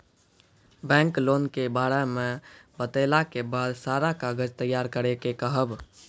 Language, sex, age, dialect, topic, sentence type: Maithili, male, 18-24, Angika, banking, question